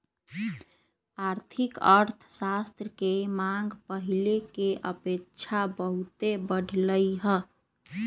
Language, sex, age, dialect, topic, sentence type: Magahi, female, 31-35, Western, banking, statement